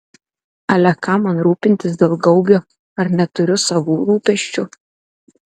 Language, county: Lithuanian, Telšiai